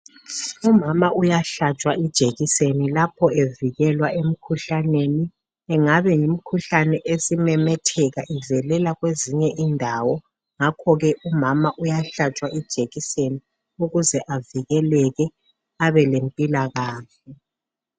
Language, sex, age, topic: North Ndebele, male, 50+, health